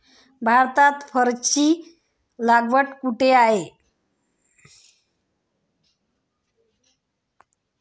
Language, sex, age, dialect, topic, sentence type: Marathi, female, 25-30, Standard Marathi, agriculture, statement